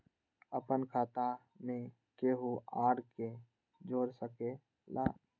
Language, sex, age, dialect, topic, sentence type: Magahi, male, 46-50, Western, banking, question